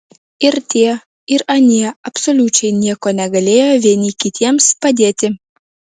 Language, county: Lithuanian, Vilnius